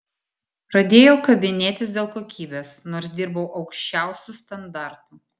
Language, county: Lithuanian, Vilnius